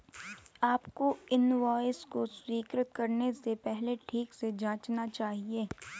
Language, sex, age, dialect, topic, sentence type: Hindi, female, 18-24, Kanauji Braj Bhasha, banking, statement